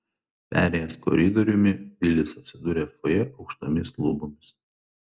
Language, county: Lithuanian, Klaipėda